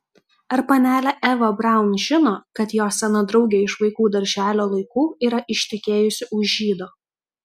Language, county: Lithuanian, Kaunas